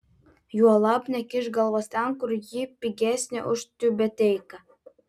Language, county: Lithuanian, Vilnius